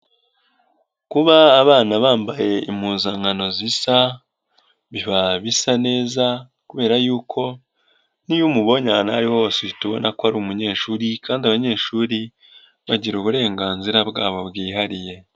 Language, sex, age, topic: Kinyarwanda, male, 18-24, education